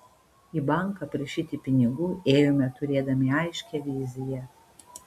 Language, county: Lithuanian, Panevėžys